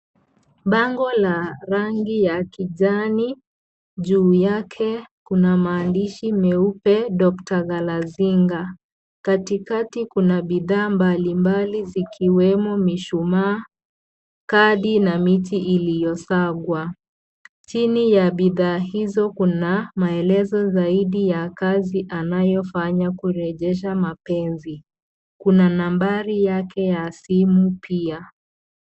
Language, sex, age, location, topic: Swahili, female, 25-35, Kisii, health